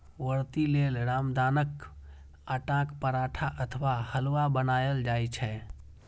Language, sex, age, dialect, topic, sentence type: Maithili, female, 31-35, Eastern / Thethi, agriculture, statement